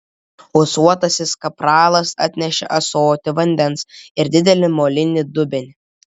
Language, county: Lithuanian, Vilnius